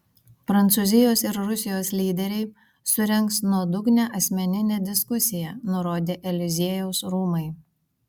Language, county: Lithuanian, Vilnius